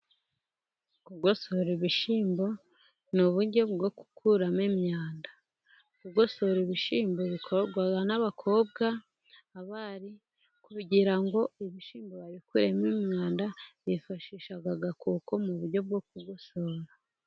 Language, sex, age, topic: Kinyarwanda, female, 18-24, government